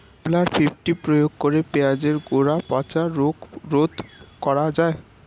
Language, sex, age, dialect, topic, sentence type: Bengali, male, 18-24, Standard Colloquial, agriculture, question